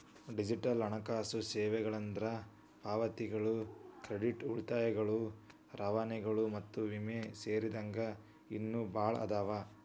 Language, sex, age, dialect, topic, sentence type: Kannada, female, 18-24, Dharwad Kannada, banking, statement